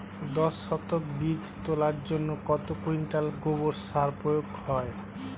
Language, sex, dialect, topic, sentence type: Bengali, male, Standard Colloquial, agriculture, question